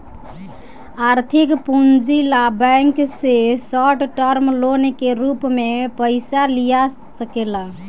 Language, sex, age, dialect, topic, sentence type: Bhojpuri, female, <18, Southern / Standard, banking, statement